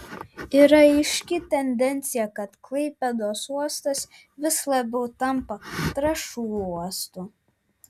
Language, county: Lithuanian, Vilnius